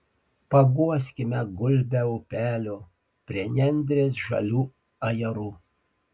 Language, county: Lithuanian, Panevėžys